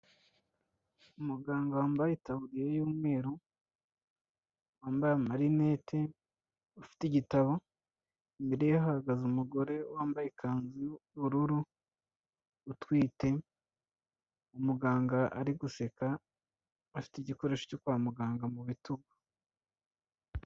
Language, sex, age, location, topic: Kinyarwanda, male, 25-35, Kigali, health